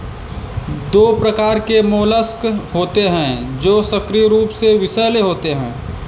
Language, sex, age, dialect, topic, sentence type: Hindi, male, 25-30, Kanauji Braj Bhasha, agriculture, statement